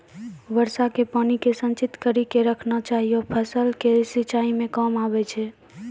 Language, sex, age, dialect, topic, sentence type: Maithili, female, 18-24, Angika, agriculture, question